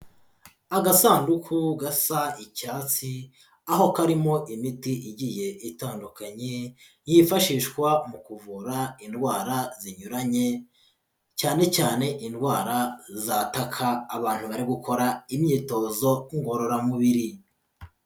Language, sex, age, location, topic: Kinyarwanda, female, 25-35, Huye, health